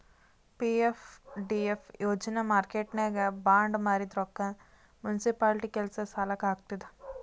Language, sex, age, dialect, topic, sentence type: Kannada, female, 18-24, Northeastern, banking, statement